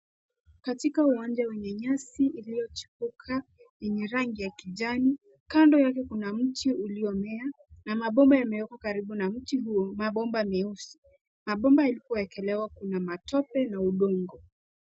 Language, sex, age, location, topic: Swahili, female, 18-24, Nairobi, government